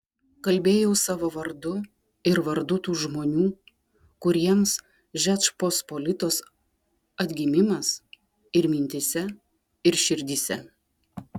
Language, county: Lithuanian, Klaipėda